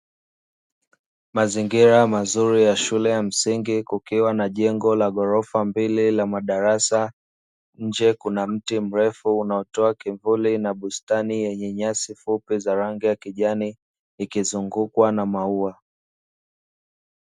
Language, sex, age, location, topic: Swahili, male, 25-35, Dar es Salaam, education